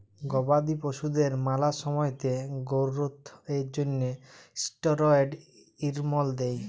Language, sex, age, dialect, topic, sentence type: Bengali, male, 31-35, Jharkhandi, agriculture, statement